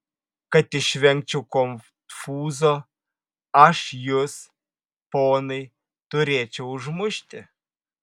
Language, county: Lithuanian, Vilnius